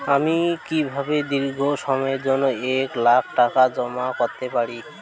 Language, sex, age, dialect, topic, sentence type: Bengali, male, 18-24, Rajbangshi, banking, question